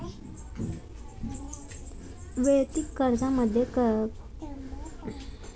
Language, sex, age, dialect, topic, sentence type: Marathi, female, 18-24, Standard Marathi, banking, question